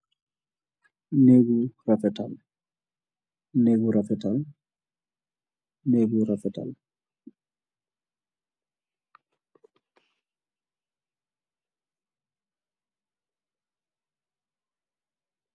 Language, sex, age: Wolof, male, 25-35